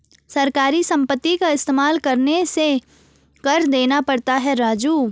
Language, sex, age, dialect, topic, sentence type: Hindi, female, 31-35, Garhwali, banking, statement